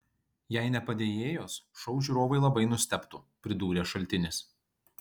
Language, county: Lithuanian, Kaunas